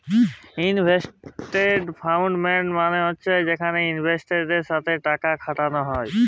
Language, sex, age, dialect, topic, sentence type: Bengali, male, 18-24, Jharkhandi, banking, statement